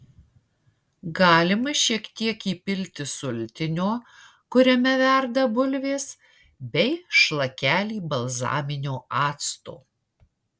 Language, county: Lithuanian, Marijampolė